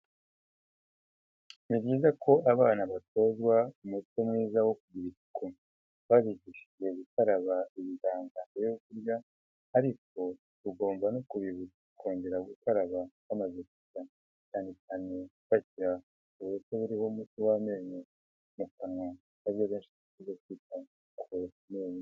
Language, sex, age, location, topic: Kinyarwanda, male, 50+, Kigali, health